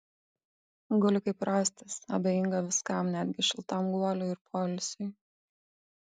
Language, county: Lithuanian, Kaunas